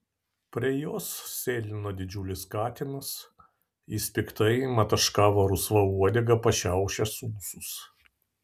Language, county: Lithuanian, Vilnius